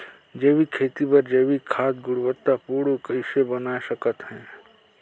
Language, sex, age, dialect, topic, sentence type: Chhattisgarhi, male, 31-35, Northern/Bhandar, agriculture, question